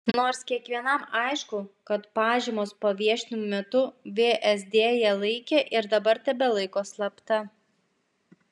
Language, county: Lithuanian, Klaipėda